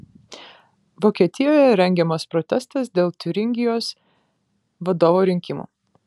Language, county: Lithuanian, Kaunas